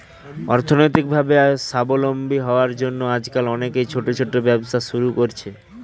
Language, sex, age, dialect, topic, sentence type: Bengali, male, 18-24, Standard Colloquial, banking, statement